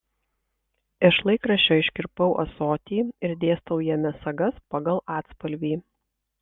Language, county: Lithuanian, Kaunas